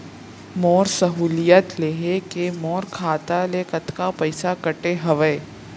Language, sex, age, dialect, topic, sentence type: Chhattisgarhi, female, 18-24, Central, agriculture, question